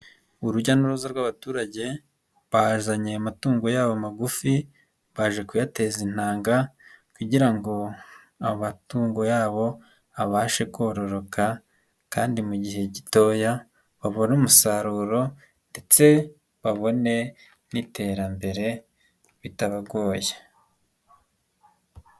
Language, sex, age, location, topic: Kinyarwanda, male, 25-35, Nyagatare, health